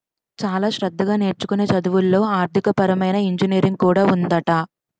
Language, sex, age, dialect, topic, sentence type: Telugu, female, 18-24, Utterandhra, banking, statement